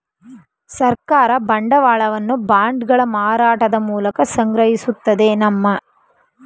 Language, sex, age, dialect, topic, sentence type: Kannada, female, 25-30, Mysore Kannada, banking, statement